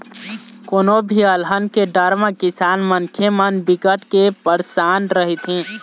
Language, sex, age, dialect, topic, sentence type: Chhattisgarhi, male, 18-24, Eastern, agriculture, statement